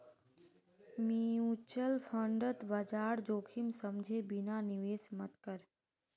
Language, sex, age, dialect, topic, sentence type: Magahi, female, 25-30, Northeastern/Surjapuri, banking, statement